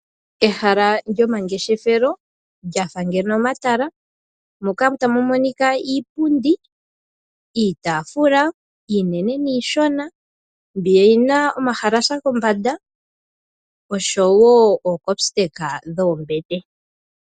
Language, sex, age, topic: Oshiwambo, female, 25-35, finance